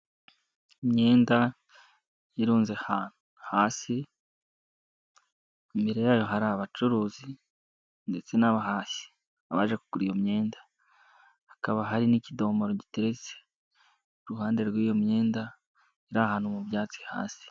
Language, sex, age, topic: Kinyarwanda, male, 18-24, finance